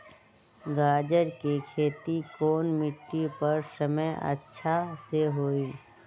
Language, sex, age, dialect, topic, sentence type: Magahi, female, 31-35, Western, agriculture, question